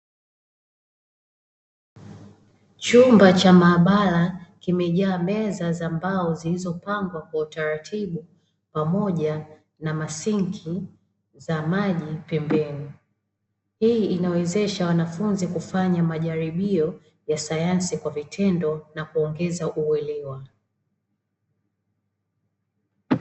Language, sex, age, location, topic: Swahili, female, 25-35, Dar es Salaam, education